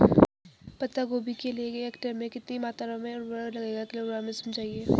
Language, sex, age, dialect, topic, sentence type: Hindi, female, 18-24, Garhwali, agriculture, question